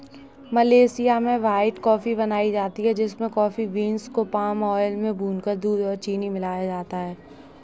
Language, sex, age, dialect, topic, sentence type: Hindi, female, 18-24, Kanauji Braj Bhasha, agriculture, statement